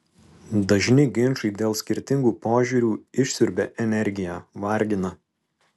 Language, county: Lithuanian, Alytus